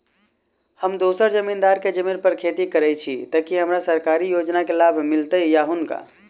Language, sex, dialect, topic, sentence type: Maithili, male, Southern/Standard, agriculture, question